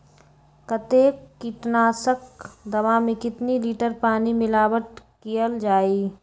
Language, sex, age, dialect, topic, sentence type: Magahi, female, 25-30, Western, agriculture, question